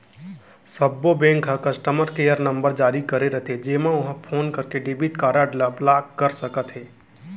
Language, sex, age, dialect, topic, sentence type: Chhattisgarhi, male, 18-24, Central, banking, statement